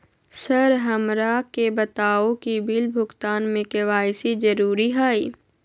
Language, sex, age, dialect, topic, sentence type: Magahi, female, 51-55, Southern, banking, question